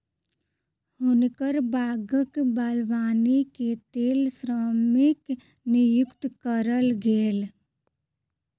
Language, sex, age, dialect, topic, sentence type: Maithili, female, 25-30, Southern/Standard, agriculture, statement